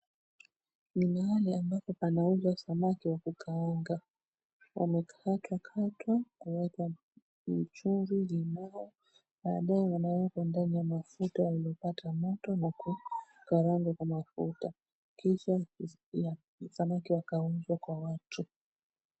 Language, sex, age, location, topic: Swahili, female, 36-49, Mombasa, agriculture